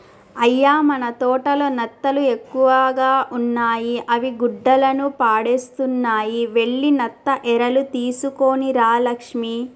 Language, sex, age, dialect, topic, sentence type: Telugu, female, 25-30, Telangana, agriculture, statement